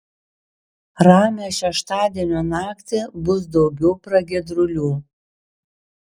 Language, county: Lithuanian, Šiauliai